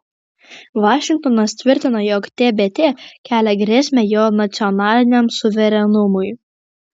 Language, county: Lithuanian, Kaunas